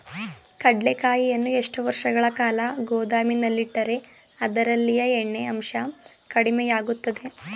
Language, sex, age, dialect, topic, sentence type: Kannada, female, 18-24, Mysore Kannada, agriculture, question